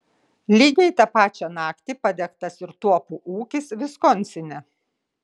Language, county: Lithuanian, Kaunas